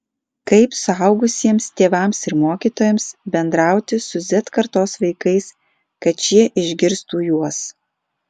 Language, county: Lithuanian, Alytus